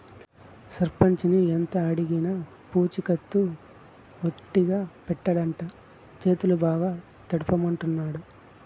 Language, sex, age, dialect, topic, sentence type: Telugu, male, 25-30, Southern, banking, statement